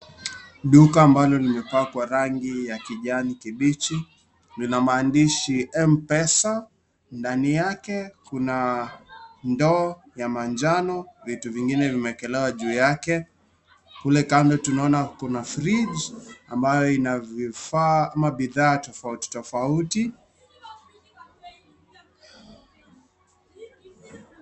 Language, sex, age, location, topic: Swahili, male, 25-35, Kisii, finance